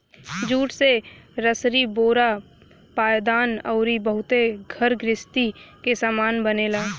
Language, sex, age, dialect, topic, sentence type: Bhojpuri, female, 18-24, Western, agriculture, statement